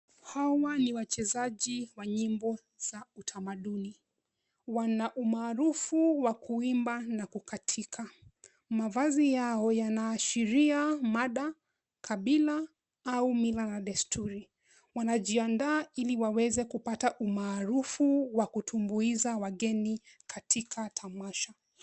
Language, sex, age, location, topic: Swahili, female, 25-35, Nairobi, government